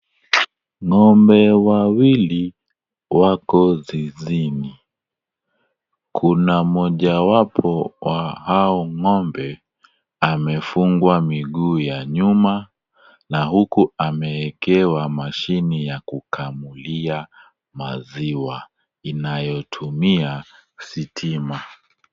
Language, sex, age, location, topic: Swahili, male, 36-49, Kisumu, agriculture